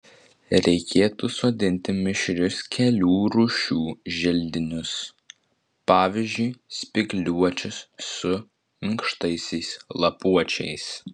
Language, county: Lithuanian, Vilnius